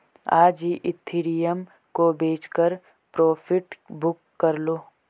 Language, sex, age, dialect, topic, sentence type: Hindi, female, 18-24, Garhwali, banking, statement